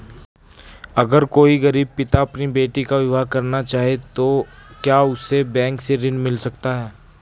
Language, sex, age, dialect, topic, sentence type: Hindi, male, 18-24, Marwari Dhudhari, banking, question